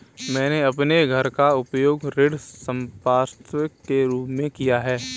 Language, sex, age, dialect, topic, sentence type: Hindi, male, 18-24, Kanauji Braj Bhasha, banking, statement